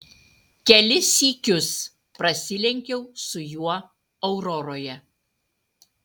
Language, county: Lithuanian, Utena